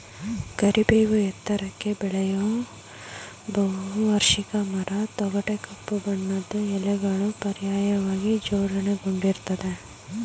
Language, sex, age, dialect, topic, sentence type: Kannada, female, 25-30, Mysore Kannada, agriculture, statement